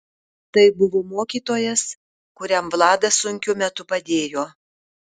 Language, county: Lithuanian, Kaunas